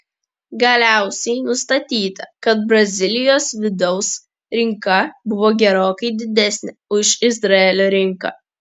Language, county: Lithuanian, Kaunas